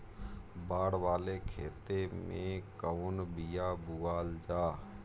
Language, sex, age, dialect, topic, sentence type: Bhojpuri, male, 31-35, Northern, agriculture, question